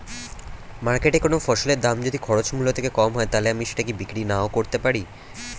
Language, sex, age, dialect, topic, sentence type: Bengali, male, 18-24, Standard Colloquial, agriculture, question